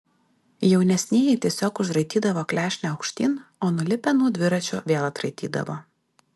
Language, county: Lithuanian, Alytus